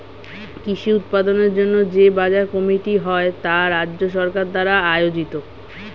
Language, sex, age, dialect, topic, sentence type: Bengali, female, 31-35, Standard Colloquial, agriculture, statement